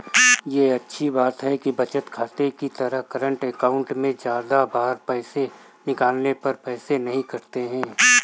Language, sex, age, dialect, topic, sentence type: Hindi, female, 31-35, Marwari Dhudhari, banking, statement